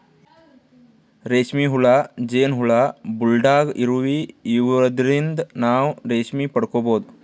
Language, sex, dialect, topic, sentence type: Kannada, male, Northeastern, agriculture, statement